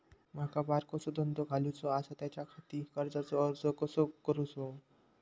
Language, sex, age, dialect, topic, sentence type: Marathi, male, 51-55, Southern Konkan, banking, question